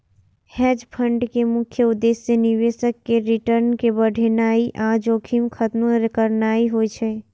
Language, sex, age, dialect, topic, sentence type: Maithili, female, 41-45, Eastern / Thethi, banking, statement